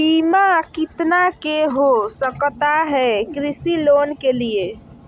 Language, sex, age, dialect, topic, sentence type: Magahi, female, 25-30, Southern, banking, question